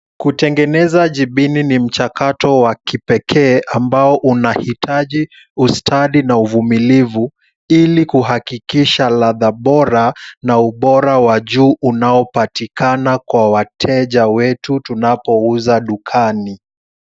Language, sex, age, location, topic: Swahili, male, 18-24, Kisumu, agriculture